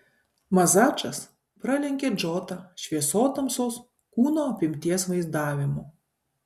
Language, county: Lithuanian, Kaunas